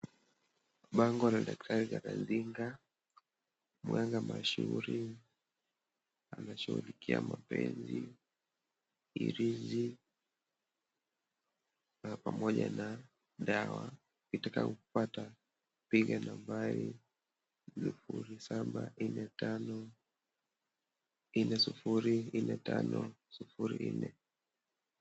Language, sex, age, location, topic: Swahili, male, 25-35, Kisii, health